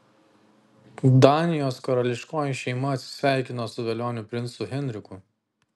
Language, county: Lithuanian, Kaunas